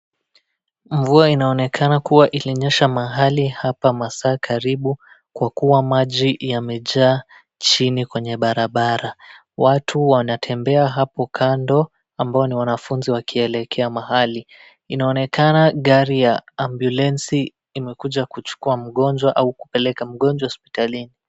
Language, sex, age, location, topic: Swahili, male, 18-24, Wajir, health